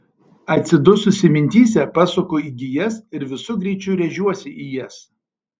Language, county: Lithuanian, Alytus